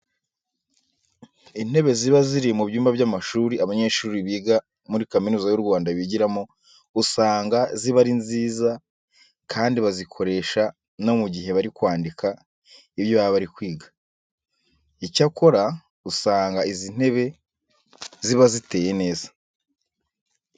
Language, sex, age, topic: Kinyarwanda, male, 25-35, education